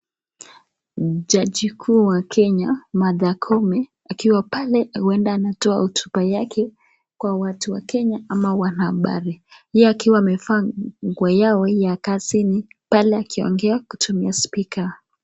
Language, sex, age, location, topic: Swahili, female, 25-35, Nakuru, government